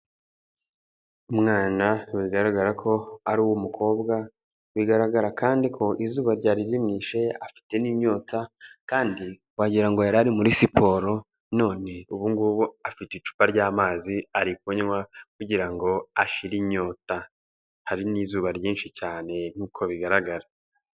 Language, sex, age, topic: Kinyarwanda, male, 18-24, health